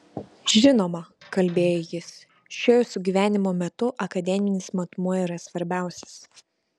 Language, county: Lithuanian, Vilnius